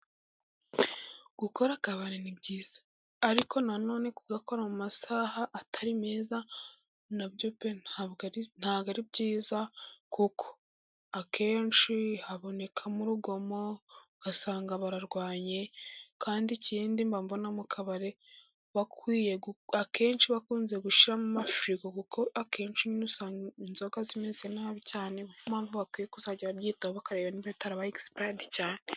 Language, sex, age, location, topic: Kinyarwanda, male, 18-24, Burera, finance